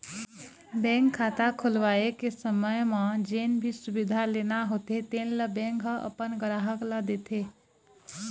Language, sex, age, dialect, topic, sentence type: Chhattisgarhi, female, 25-30, Eastern, banking, statement